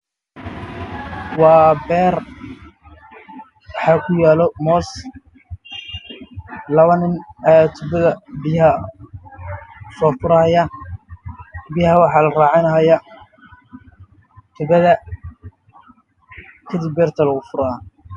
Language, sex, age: Somali, male, 18-24